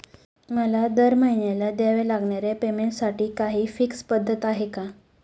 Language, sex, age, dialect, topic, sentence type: Marathi, female, 18-24, Standard Marathi, banking, question